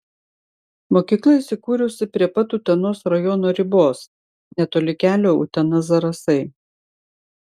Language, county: Lithuanian, Klaipėda